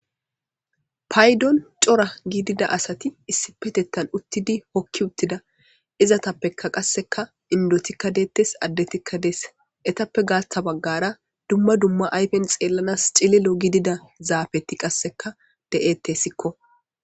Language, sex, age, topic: Gamo, female, 18-24, government